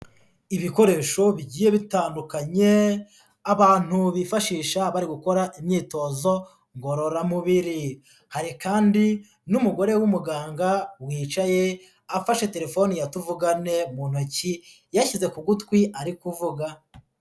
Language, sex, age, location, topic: Kinyarwanda, female, 18-24, Huye, health